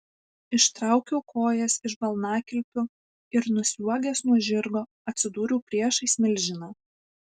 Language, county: Lithuanian, Panevėžys